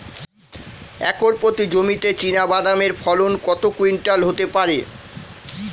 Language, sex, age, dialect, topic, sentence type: Bengali, male, 46-50, Standard Colloquial, agriculture, question